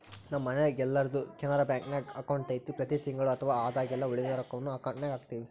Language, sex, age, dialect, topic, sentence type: Kannada, male, 41-45, Central, banking, statement